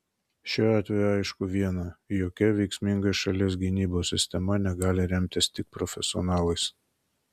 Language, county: Lithuanian, Kaunas